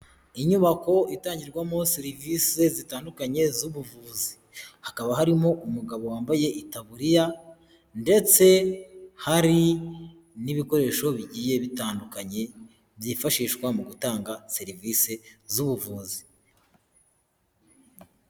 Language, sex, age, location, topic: Kinyarwanda, male, 18-24, Huye, health